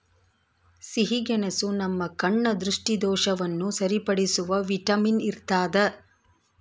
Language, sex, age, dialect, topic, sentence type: Kannada, female, 41-45, Central, agriculture, statement